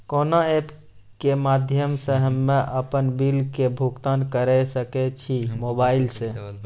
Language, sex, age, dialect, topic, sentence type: Maithili, male, 31-35, Angika, banking, question